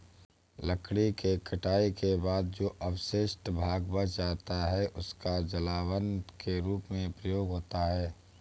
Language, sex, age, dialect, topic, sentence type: Hindi, male, 18-24, Awadhi Bundeli, agriculture, statement